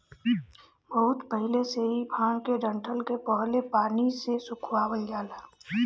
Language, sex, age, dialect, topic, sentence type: Bhojpuri, female, 25-30, Western, agriculture, statement